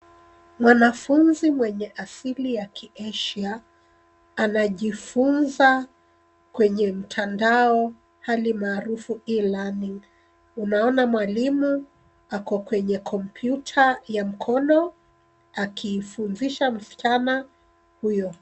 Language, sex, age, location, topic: Swahili, female, 36-49, Nairobi, education